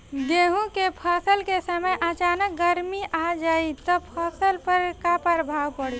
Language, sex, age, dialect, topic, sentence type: Bhojpuri, female, 18-24, Northern, agriculture, question